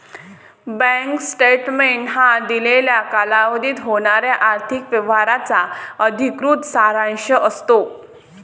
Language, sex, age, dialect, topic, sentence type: Marathi, female, 18-24, Varhadi, banking, statement